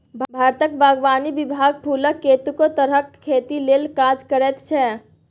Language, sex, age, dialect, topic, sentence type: Maithili, female, 18-24, Bajjika, agriculture, statement